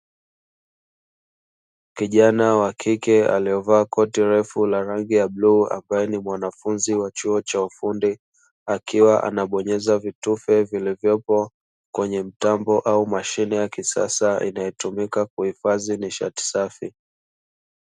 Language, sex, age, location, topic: Swahili, male, 25-35, Dar es Salaam, education